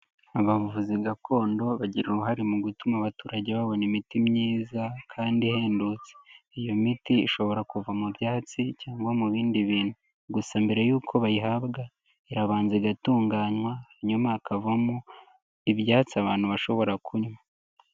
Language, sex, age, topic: Kinyarwanda, male, 18-24, health